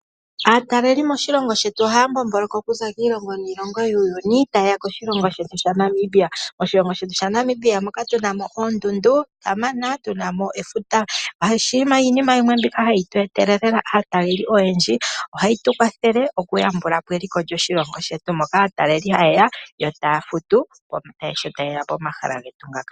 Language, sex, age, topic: Oshiwambo, female, 25-35, agriculture